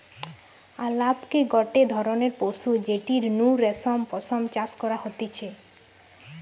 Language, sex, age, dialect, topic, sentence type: Bengali, female, 18-24, Western, agriculture, statement